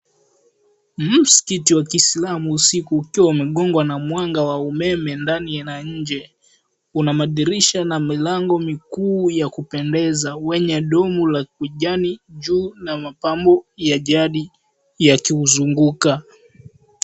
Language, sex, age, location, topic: Swahili, male, 18-24, Mombasa, government